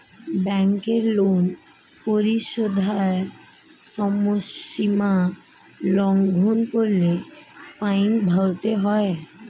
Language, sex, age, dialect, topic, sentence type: Bengali, female, 36-40, Standard Colloquial, banking, question